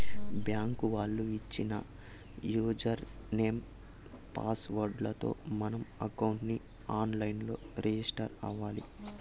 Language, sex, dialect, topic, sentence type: Telugu, male, Southern, banking, statement